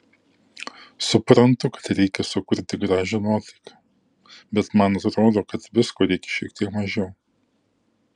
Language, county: Lithuanian, Kaunas